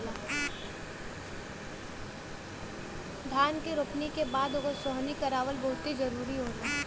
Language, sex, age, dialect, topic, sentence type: Bhojpuri, female, 18-24, Western, agriculture, statement